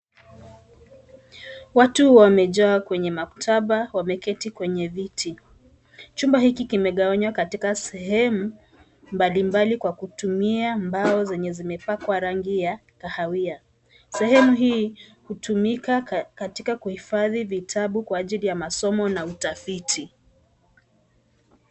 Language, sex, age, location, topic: Swahili, female, 25-35, Nairobi, education